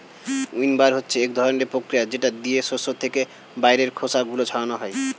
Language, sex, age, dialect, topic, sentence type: Bengali, male, 18-24, Standard Colloquial, agriculture, statement